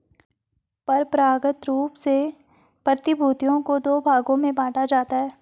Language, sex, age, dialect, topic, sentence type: Hindi, female, 18-24, Garhwali, banking, statement